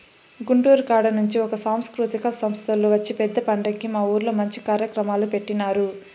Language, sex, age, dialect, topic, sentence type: Telugu, male, 18-24, Southern, banking, statement